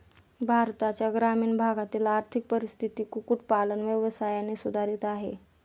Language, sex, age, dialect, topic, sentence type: Marathi, female, 18-24, Standard Marathi, agriculture, statement